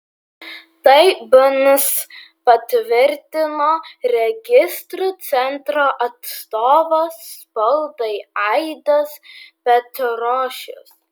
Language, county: Lithuanian, Vilnius